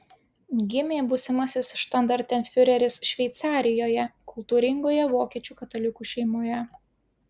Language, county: Lithuanian, Klaipėda